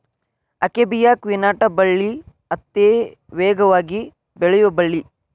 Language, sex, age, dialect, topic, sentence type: Kannada, male, 46-50, Dharwad Kannada, agriculture, statement